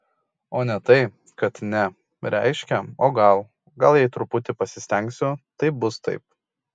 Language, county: Lithuanian, Kaunas